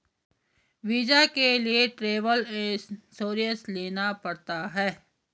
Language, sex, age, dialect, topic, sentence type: Hindi, female, 56-60, Garhwali, banking, statement